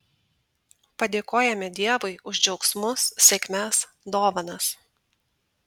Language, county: Lithuanian, Tauragė